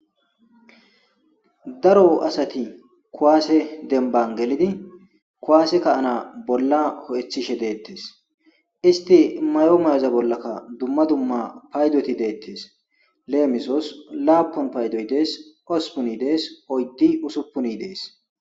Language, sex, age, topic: Gamo, male, 25-35, government